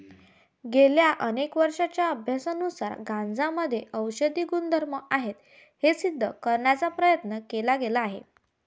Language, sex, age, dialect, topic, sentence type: Marathi, female, 18-24, Varhadi, agriculture, statement